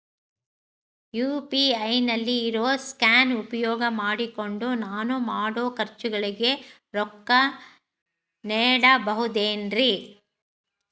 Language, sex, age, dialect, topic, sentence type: Kannada, female, 60-100, Central, banking, question